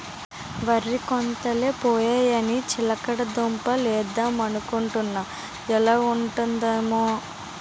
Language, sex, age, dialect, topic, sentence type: Telugu, female, 18-24, Utterandhra, agriculture, statement